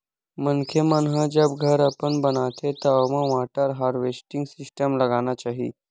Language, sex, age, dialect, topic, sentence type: Chhattisgarhi, male, 18-24, Western/Budati/Khatahi, agriculture, statement